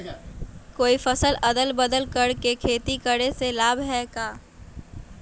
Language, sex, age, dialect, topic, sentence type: Magahi, female, 18-24, Western, agriculture, question